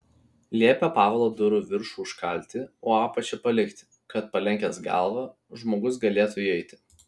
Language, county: Lithuanian, Vilnius